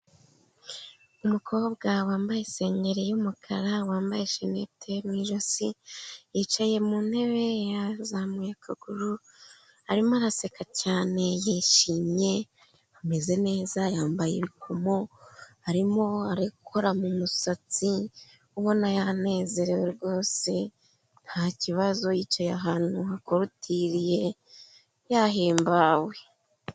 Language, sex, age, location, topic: Kinyarwanda, female, 25-35, Huye, health